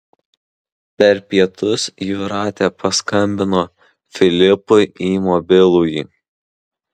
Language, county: Lithuanian, Kaunas